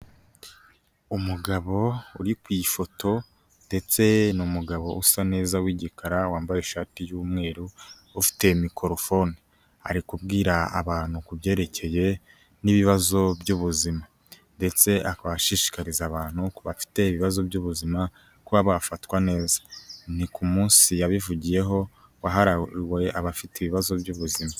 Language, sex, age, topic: Kinyarwanda, male, 18-24, health